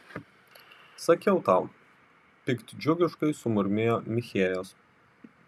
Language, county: Lithuanian, Vilnius